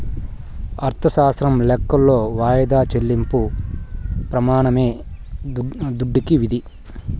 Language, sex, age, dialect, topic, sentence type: Telugu, male, 25-30, Southern, banking, statement